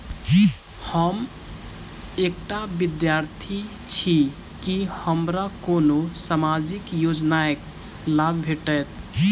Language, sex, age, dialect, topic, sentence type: Maithili, male, 18-24, Southern/Standard, banking, question